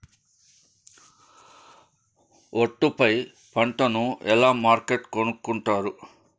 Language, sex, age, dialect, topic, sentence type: Telugu, male, 56-60, Southern, agriculture, question